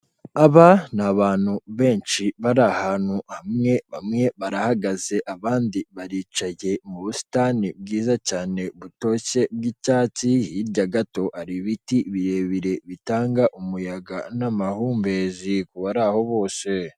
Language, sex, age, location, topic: Kinyarwanda, female, 18-24, Kigali, government